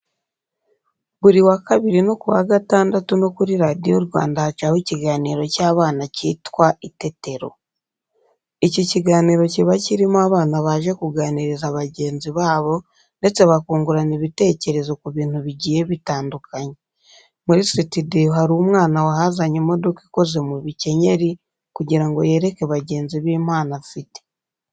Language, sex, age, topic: Kinyarwanda, female, 18-24, education